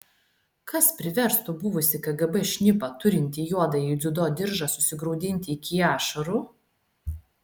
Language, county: Lithuanian, Klaipėda